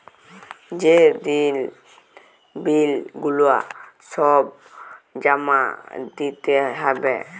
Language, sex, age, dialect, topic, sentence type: Bengali, male, <18, Jharkhandi, banking, statement